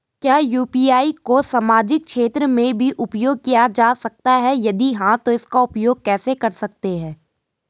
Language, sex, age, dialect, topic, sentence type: Hindi, female, 18-24, Garhwali, banking, question